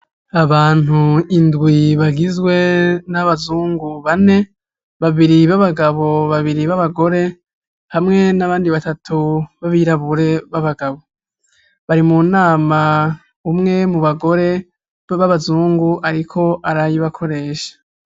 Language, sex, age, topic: Rundi, male, 25-35, education